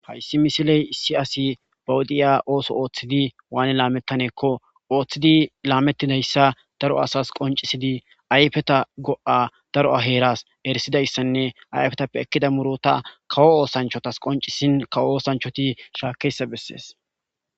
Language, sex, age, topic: Gamo, male, 25-35, agriculture